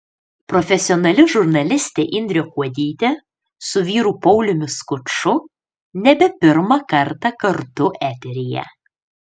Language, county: Lithuanian, Panevėžys